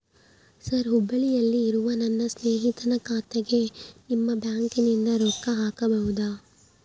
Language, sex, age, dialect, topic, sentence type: Kannada, female, 25-30, Central, banking, question